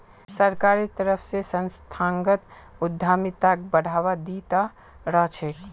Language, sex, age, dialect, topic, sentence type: Magahi, male, 18-24, Northeastern/Surjapuri, banking, statement